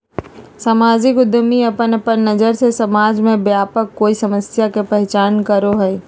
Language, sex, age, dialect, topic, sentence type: Magahi, female, 56-60, Southern, banking, statement